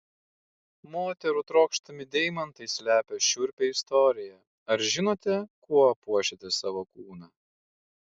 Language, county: Lithuanian, Klaipėda